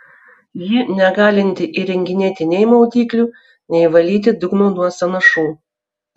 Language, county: Lithuanian, Vilnius